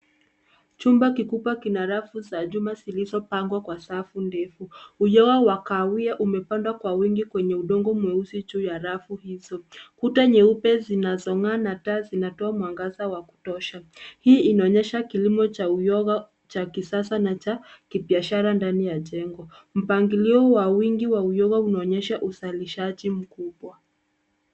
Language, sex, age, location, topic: Swahili, female, 18-24, Nairobi, agriculture